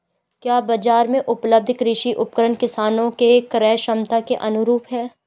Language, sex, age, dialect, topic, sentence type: Hindi, female, 18-24, Garhwali, agriculture, statement